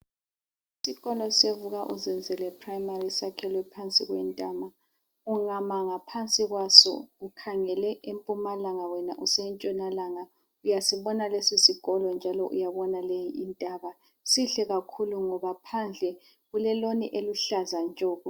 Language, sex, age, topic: North Ndebele, female, 50+, education